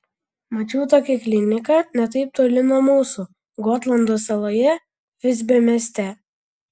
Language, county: Lithuanian, Vilnius